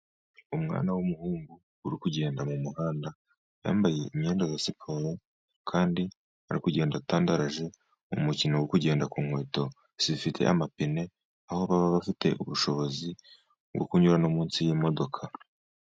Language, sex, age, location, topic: Kinyarwanda, male, 50+, Musanze, government